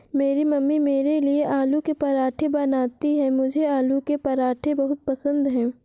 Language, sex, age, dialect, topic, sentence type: Hindi, female, 18-24, Awadhi Bundeli, agriculture, statement